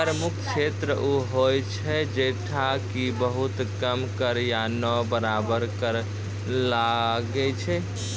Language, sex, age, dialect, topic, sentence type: Maithili, male, 31-35, Angika, banking, statement